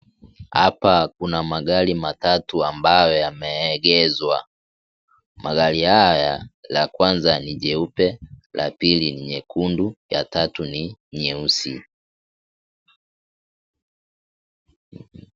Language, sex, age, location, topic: Swahili, male, 18-24, Kisii, finance